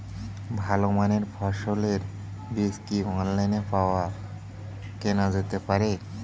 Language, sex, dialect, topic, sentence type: Bengali, male, Standard Colloquial, agriculture, question